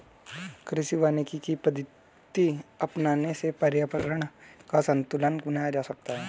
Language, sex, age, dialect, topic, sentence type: Hindi, male, 18-24, Hindustani Malvi Khadi Boli, agriculture, statement